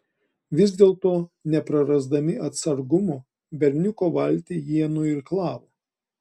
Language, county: Lithuanian, Klaipėda